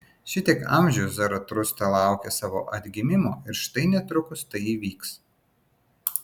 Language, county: Lithuanian, Vilnius